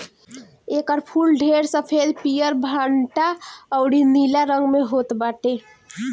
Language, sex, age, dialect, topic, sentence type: Bhojpuri, male, 18-24, Northern, agriculture, statement